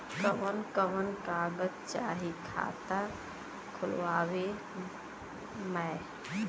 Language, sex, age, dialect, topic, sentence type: Bhojpuri, female, 18-24, Western, banking, question